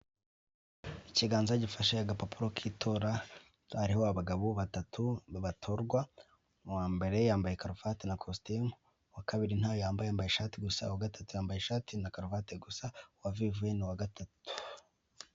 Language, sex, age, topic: Kinyarwanda, male, 18-24, government